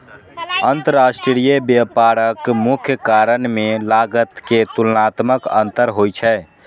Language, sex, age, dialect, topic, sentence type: Maithili, male, 18-24, Eastern / Thethi, banking, statement